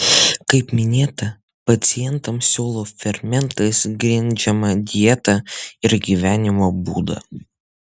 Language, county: Lithuanian, Utena